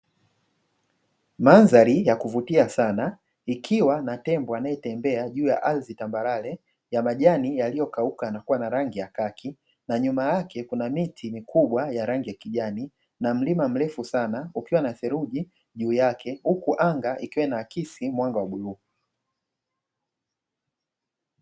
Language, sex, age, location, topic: Swahili, male, 25-35, Dar es Salaam, agriculture